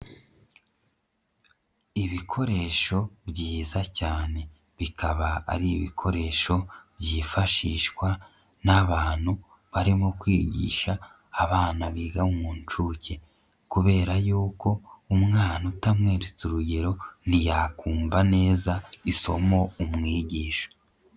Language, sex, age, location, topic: Kinyarwanda, male, 50+, Nyagatare, education